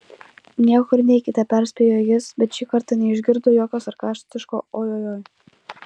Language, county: Lithuanian, Kaunas